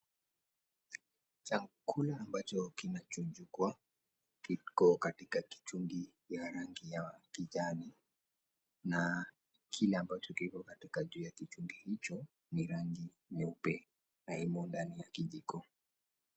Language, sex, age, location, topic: Swahili, male, 18-24, Kisii, agriculture